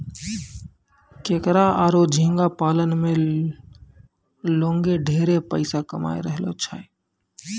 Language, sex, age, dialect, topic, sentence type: Maithili, male, 18-24, Angika, agriculture, statement